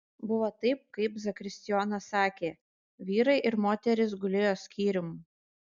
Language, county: Lithuanian, Kaunas